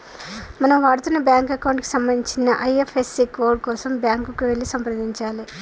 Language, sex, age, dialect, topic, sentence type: Telugu, female, 46-50, Telangana, banking, statement